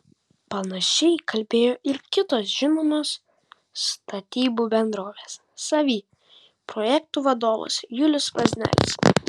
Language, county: Lithuanian, Vilnius